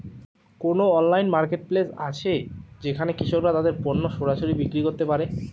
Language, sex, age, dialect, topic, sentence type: Bengali, male, 18-24, Western, agriculture, statement